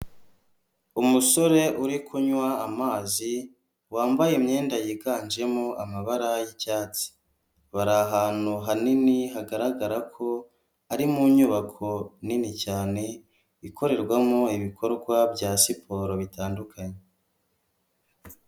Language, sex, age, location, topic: Kinyarwanda, male, 18-24, Huye, health